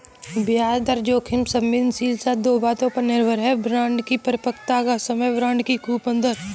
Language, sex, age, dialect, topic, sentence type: Hindi, female, 18-24, Kanauji Braj Bhasha, banking, statement